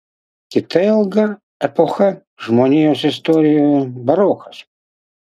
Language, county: Lithuanian, Utena